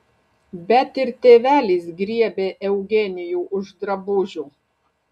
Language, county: Lithuanian, Panevėžys